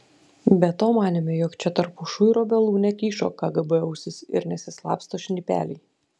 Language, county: Lithuanian, Klaipėda